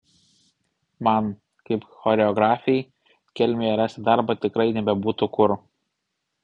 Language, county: Lithuanian, Vilnius